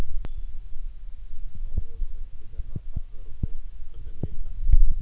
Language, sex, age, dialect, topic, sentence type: Marathi, male, 18-24, Standard Marathi, banking, question